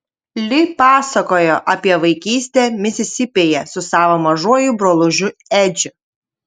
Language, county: Lithuanian, Utena